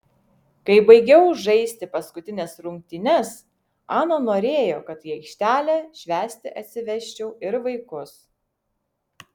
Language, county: Lithuanian, Vilnius